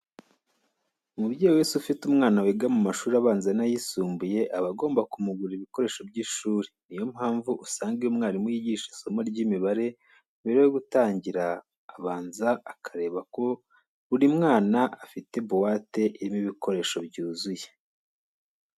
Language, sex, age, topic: Kinyarwanda, male, 25-35, education